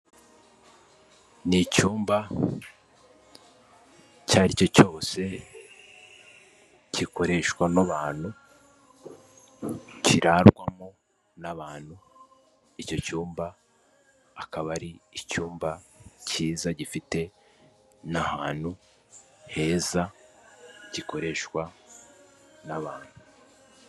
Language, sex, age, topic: Kinyarwanda, male, 18-24, finance